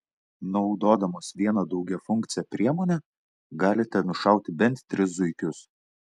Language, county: Lithuanian, Klaipėda